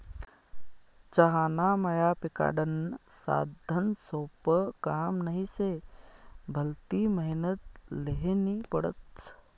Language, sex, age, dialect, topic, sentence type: Marathi, male, 31-35, Northern Konkan, agriculture, statement